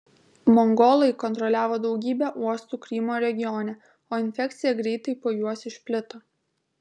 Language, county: Lithuanian, Kaunas